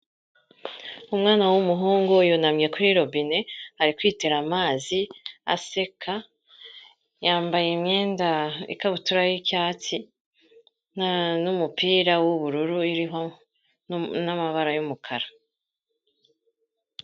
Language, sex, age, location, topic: Kinyarwanda, female, 36-49, Kigali, health